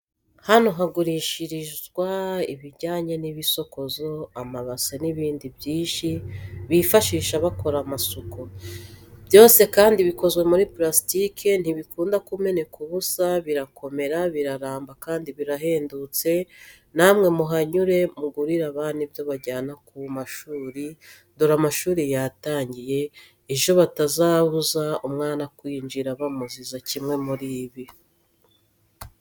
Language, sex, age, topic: Kinyarwanda, female, 36-49, education